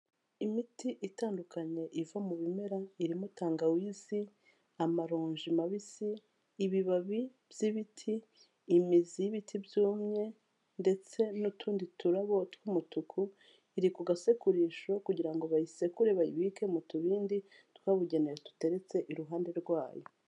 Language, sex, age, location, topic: Kinyarwanda, female, 36-49, Kigali, health